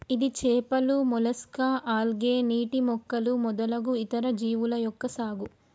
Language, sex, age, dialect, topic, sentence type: Telugu, female, 25-30, Telangana, agriculture, statement